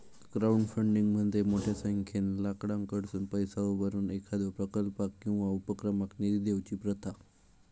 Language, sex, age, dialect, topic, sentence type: Marathi, male, 18-24, Southern Konkan, banking, statement